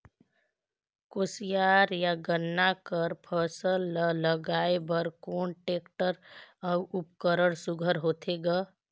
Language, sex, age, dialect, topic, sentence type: Chhattisgarhi, female, 25-30, Northern/Bhandar, agriculture, question